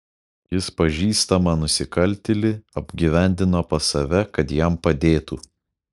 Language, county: Lithuanian, Kaunas